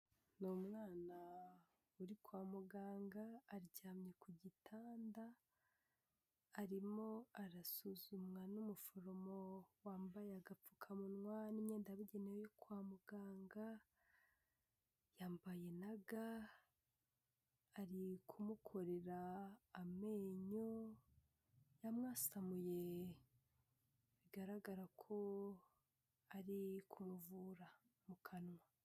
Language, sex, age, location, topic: Kinyarwanda, female, 18-24, Kigali, health